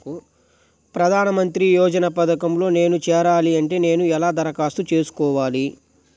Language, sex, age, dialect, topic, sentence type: Telugu, male, 18-24, Central/Coastal, banking, question